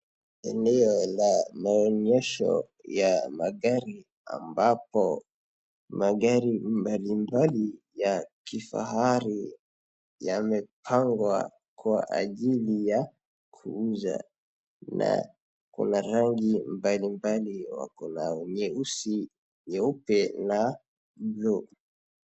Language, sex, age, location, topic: Swahili, male, 18-24, Wajir, finance